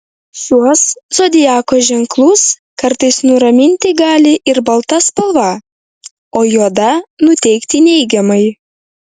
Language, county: Lithuanian, Vilnius